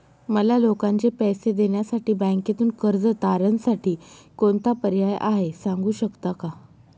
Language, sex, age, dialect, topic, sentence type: Marathi, female, 25-30, Northern Konkan, banking, question